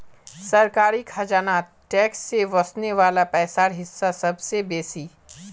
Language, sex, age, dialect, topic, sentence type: Magahi, male, 18-24, Northeastern/Surjapuri, banking, statement